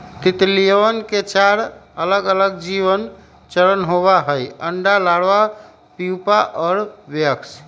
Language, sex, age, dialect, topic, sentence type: Magahi, female, 18-24, Western, agriculture, statement